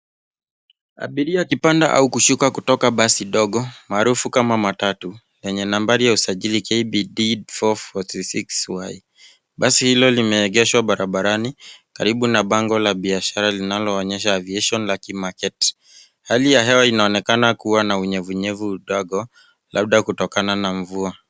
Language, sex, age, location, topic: Swahili, male, 25-35, Nairobi, government